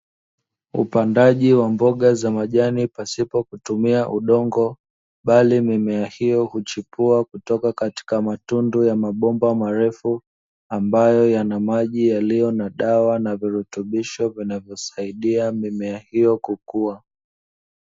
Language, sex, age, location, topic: Swahili, male, 25-35, Dar es Salaam, agriculture